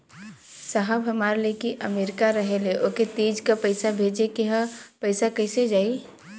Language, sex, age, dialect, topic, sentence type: Bhojpuri, female, 18-24, Western, banking, question